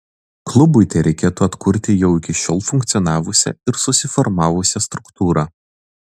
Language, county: Lithuanian, Vilnius